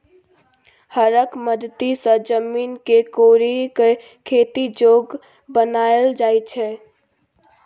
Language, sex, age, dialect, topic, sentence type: Maithili, female, 18-24, Bajjika, agriculture, statement